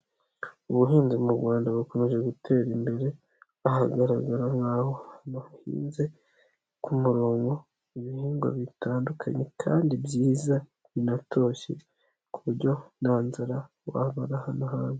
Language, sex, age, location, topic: Kinyarwanda, male, 50+, Nyagatare, agriculture